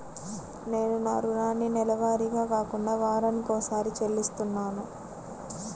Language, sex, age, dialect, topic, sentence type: Telugu, female, 25-30, Central/Coastal, banking, statement